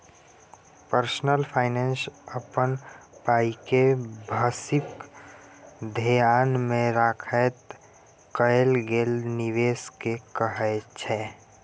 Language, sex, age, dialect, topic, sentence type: Maithili, female, 60-100, Bajjika, banking, statement